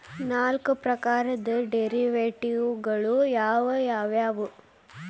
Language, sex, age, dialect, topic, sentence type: Kannada, male, 18-24, Dharwad Kannada, banking, statement